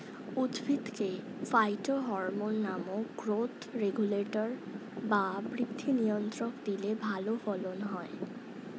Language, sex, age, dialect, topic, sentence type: Bengali, female, 18-24, Standard Colloquial, agriculture, statement